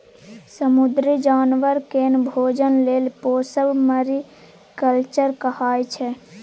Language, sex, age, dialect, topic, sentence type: Maithili, female, 25-30, Bajjika, agriculture, statement